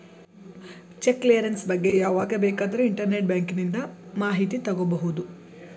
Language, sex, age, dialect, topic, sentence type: Kannada, female, 25-30, Mysore Kannada, banking, statement